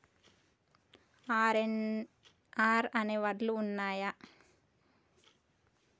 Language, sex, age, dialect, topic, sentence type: Telugu, female, 41-45, Telangana, agriculture, question